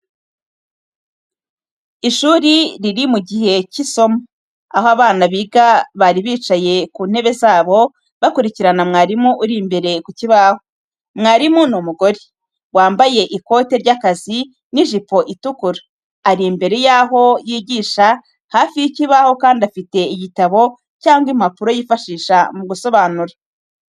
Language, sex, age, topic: Kinyarwanda, female, 36-49, education